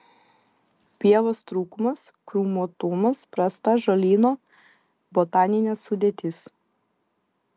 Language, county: Lithuanian, Vilnius